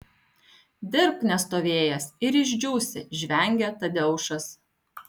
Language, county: Lithuanian, Alytus